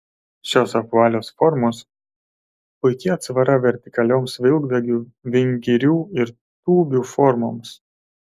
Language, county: Lithuanian, Kaunas